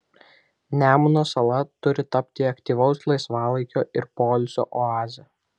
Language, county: Lithuanian, Vilnius